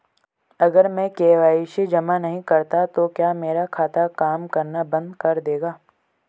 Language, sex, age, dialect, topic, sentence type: Hindi, male, 18-24, Marwari Dhudhari, banking, question